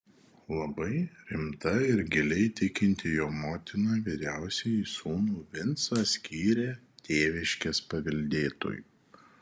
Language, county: Lithuanian, Šiauliai